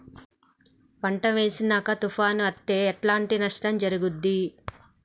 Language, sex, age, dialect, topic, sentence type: Telugu, male, 31-35, Telangana, agriculture, question